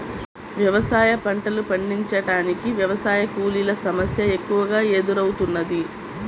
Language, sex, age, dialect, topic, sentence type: Telugu, female, 18-24, Central/Coastal, agriculture, statement